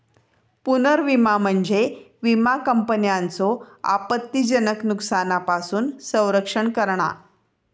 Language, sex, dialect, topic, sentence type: Marathi, female, Southern Konkan, banking, statement